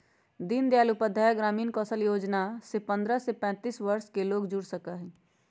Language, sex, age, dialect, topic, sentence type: Magahi, female, 56-60, Western, banking, statement